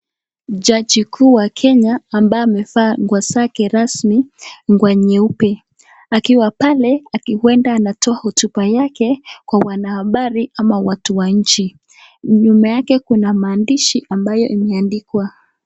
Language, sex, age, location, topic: Swahili, male, 36-49, Nakuru, agriculture